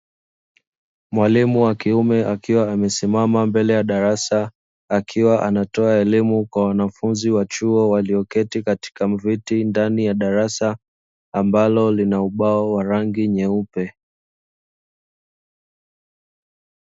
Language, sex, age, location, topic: Swahili, male, 25-35, Dar es Salaam, education